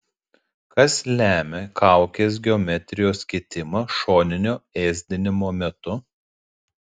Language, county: Lithuanian, Panevėžys